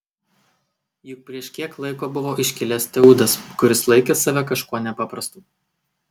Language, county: Lithuanian, Kaunas